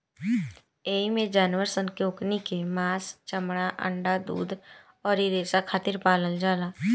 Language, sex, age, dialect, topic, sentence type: Bhojpuri, female, 18-24, Southern / Standard, agriculture, statement